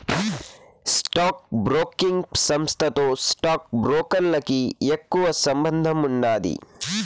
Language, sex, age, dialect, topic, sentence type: Telugu, male, 18-24, Southern, banking, statement